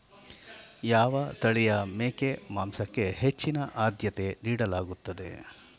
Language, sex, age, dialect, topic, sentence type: Kannada, male, 51-55, Mysore Kannada, agriculture, statement